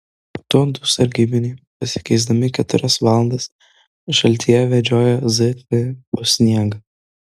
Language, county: Lithuanian, Vilnius